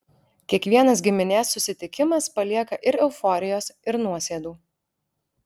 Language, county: Lithuanian, Alytus